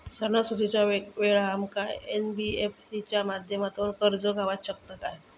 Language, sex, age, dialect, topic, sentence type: Marathi, female, 41-45, Southern Konkan, banking, question